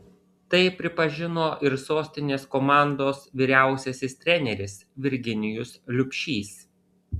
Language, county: Lithuanian, Kaunas